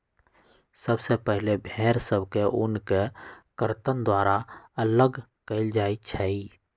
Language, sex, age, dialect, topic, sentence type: Magahi, male, 60-100, Western, agriculture, statement